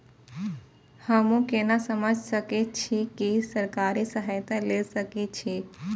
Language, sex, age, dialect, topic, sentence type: Maithili, female, 25-30, Eastern / Thethi, banking, question